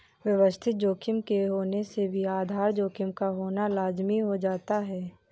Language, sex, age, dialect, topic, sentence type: Hindi, female, 18-24, Awadhi Bundeli, banking, statement